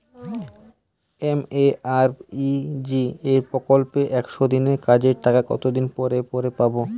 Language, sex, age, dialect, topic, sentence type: Bengali, male, 18-24, Jharkhandi, banking, question